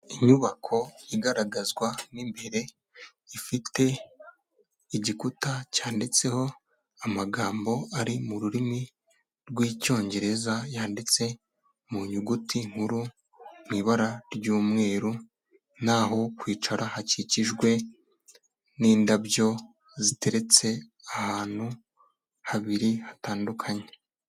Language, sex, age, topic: Kinyarwanda, male, 18-24, health